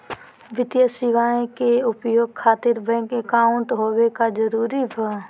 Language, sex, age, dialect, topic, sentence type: Magahi, male, 18-24, Southern, banking, question